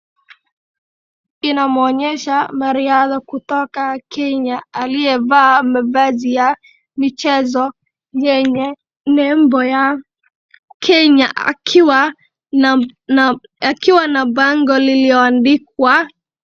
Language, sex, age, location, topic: Swahili, female, 36-49, Wajir, education